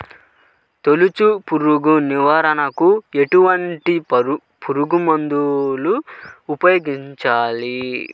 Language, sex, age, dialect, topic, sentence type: Telugu, male, 31-35, Central/Coastal, agriculture, question